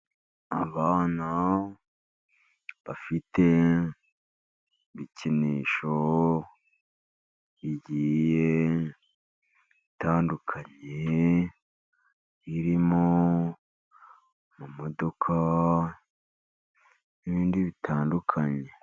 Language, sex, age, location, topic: Kinyarwanda, male, 50+, Musanze, education